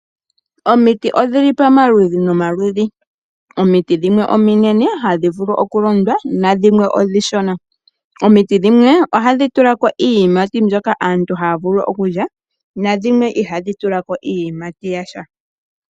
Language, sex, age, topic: Oshiwambo, female, 18-24, agriculture